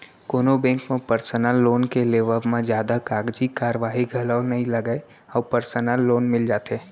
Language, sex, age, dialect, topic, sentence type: Chhattisgarhi, male, 18-24, Central, banking, statement